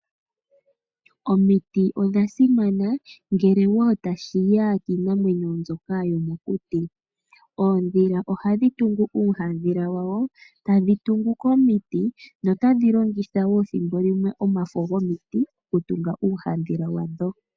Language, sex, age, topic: Oshiwambo, female, 25-35, agriculture